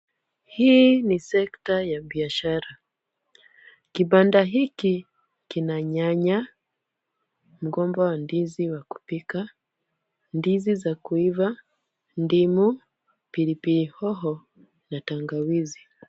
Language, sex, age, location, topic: Swahili, female, 25-35, Kisumu, finance